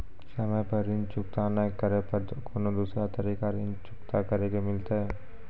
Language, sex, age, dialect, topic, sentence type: Maithili, female, 25-30, Angika, banking, question